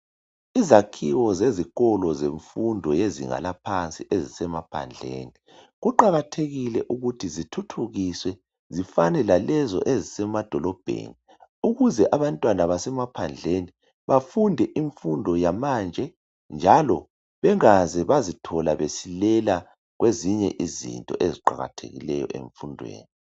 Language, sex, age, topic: North Ndebele, male, 36-49, education